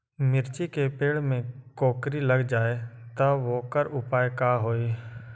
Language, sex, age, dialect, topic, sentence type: Magahi, male, 18-24, Western, agriculture, question